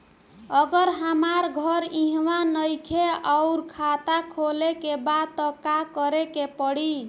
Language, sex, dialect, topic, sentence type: Bhojpuri, female, Southern / Standard, banking, question